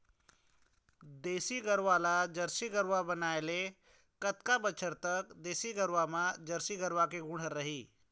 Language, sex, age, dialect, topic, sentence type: Chhattisgarhi, female, 46-50, Eastern, agriculture, question